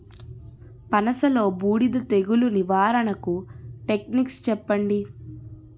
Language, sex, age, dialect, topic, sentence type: Telugu, female, 31-35, Utterandhra, agriculture, question